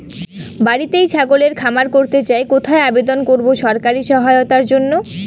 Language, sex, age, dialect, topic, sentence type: Bengali, female, 18-24, Rajbangshi, agriculture, question